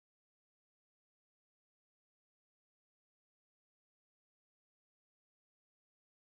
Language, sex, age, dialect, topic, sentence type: Bengali, female, 18-24, Western, agriculture, statement